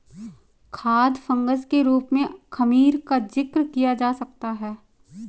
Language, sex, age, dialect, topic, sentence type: Hindi, female, 18-24, Marwari Dhudhari, agriculture, statement